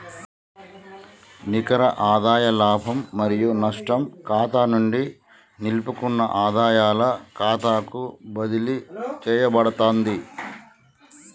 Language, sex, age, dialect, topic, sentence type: Telugu, male, 46-50, Telangana, banking, statement